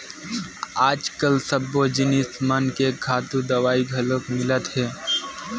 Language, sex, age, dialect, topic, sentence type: Chhattisgarhi, male, 18-24, Western/Budati/Khatahi, agriculture, statement